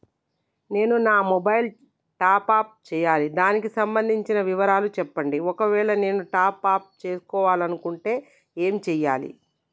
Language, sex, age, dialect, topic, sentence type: Telugu, male, 31-35, Telangana, banking, question